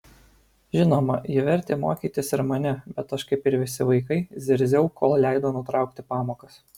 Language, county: Lithuanian, Alytus